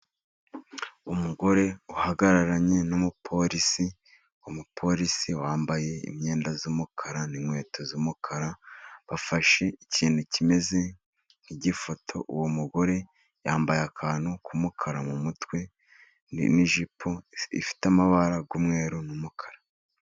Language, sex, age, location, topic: Kinyarwanda, male, 36-49, Musanze, government